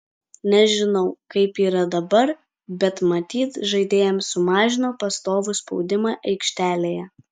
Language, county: Lithuanian, Kaunas